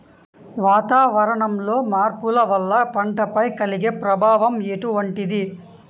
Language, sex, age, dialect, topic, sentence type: Telugu, male, 18-24, Central/Coastal, agriculture, question